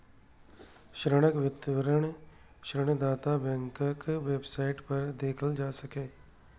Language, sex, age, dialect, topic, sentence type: Maithili, male, 31-35, Eastern / Thethi, banking, statement